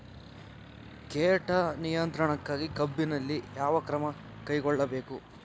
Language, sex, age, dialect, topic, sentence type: Kannada, male, 51-55, Central, agriculture, question